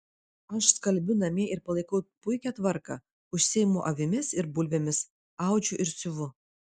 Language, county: Lithuanian, Vilnius